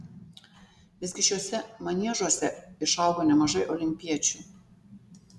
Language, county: Lithuanian, Tauragė